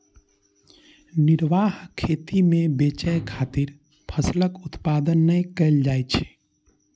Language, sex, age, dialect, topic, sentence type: Maithili, male, 31-35, Eastern / Thethi, agriculture, statement